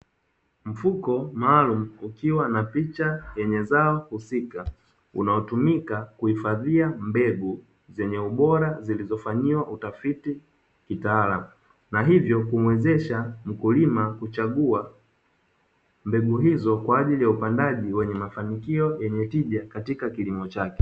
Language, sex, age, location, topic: Swahili, male, 25-35, Dar es Salaam, agriculture